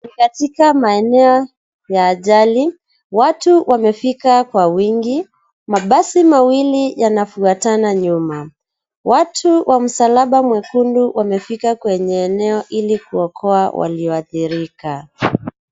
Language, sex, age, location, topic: Swahili, female, 18-24, Nairobi, health